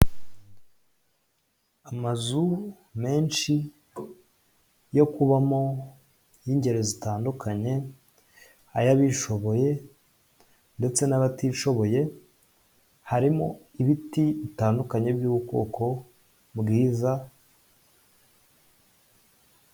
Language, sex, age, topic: Kinyarwanda, male, 18-24, government